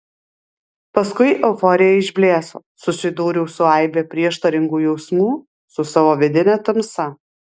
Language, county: Lithuanian, Alytus